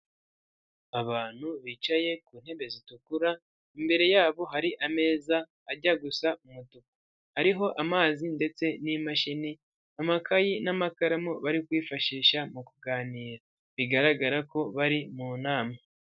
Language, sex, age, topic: Kinyarwanda, male, 25-35, government